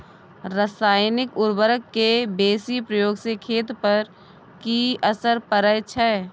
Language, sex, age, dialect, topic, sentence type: Maithili, female, 25-30, Bajjika, agriculture, question